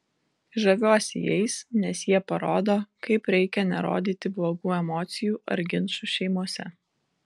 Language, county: Lithuanian, Vilnius